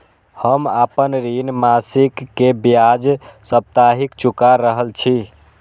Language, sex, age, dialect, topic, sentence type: Maithili, male, 18-24, Eastern / Thethi, banking, statement